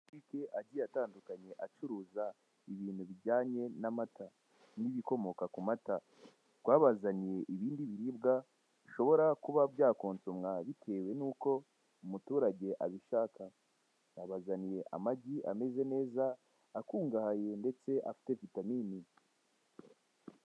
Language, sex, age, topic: Kinyarwanda, male, 18-24, finance